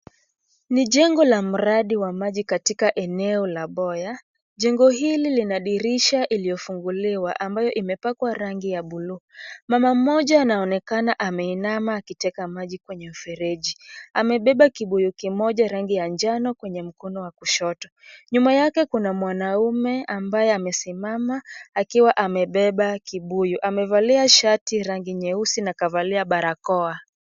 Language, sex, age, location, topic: Swahili, female, 25-35, Kisumu, health